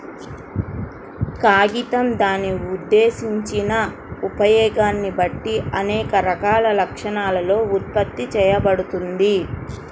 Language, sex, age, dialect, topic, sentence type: Telugu, female, 36-40, Central/Coastal, agriculture, statement